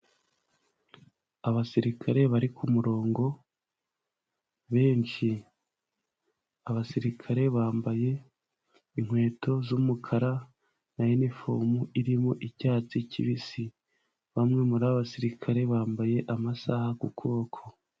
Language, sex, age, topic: Kinyarwanda, male, 18-24, government